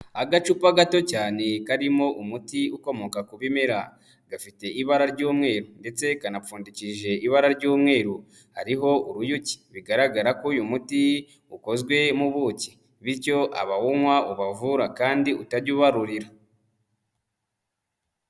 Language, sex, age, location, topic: Kinyarwanda, male, 25-35, Huye, health